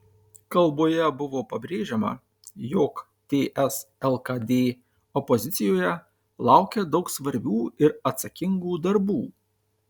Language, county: Lithuanian, Tauragė